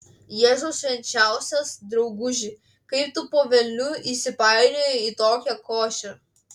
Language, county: Lithuanian, Klaipėda